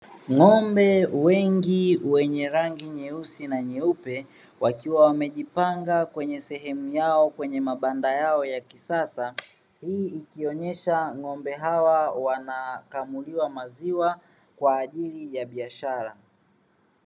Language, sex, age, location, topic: Swahili, male, 36-49, Dar es Salaam, agriculture